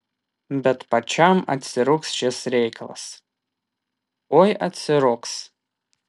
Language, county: Lithuanian, Vilnius